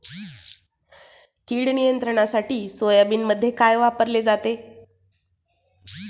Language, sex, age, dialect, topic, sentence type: Marathi, female, 36-40, Standard Marathi, agriculture, question